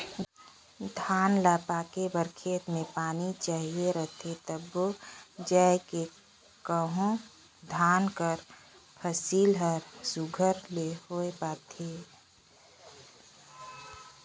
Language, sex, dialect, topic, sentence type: Chhattisgarhi, female, Northern/Bhandar, agriculture, statement